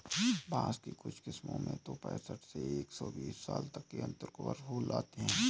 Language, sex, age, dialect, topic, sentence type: Hindi, male, 18-24, Awadhi Bundeli, agriculture, statement